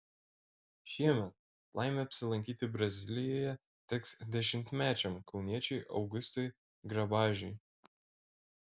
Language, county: Lithuanian, Šiauliai